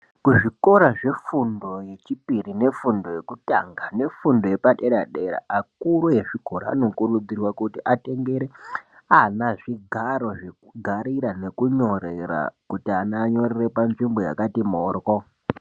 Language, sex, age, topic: Ndau, male, 18-24, education